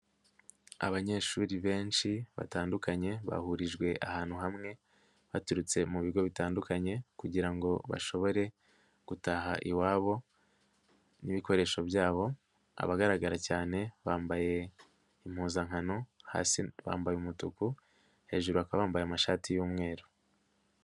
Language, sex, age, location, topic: Kinyarwanda, male, 18-24, Nyagatare, education